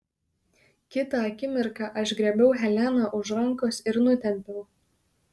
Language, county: Lithuanian, Kaunas